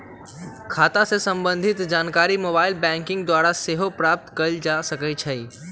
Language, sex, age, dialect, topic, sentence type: Magahi, male, 18-24, Western, banking, statement